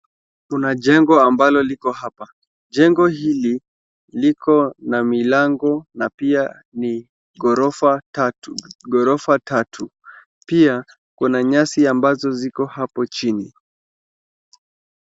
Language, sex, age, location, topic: Swahili, male, 36-49, Wajir, education